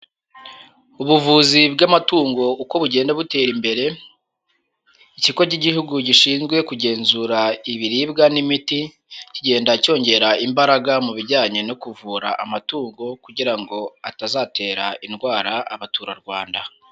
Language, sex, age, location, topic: Kinyarwanda, male, 18-24, Huye, agriculture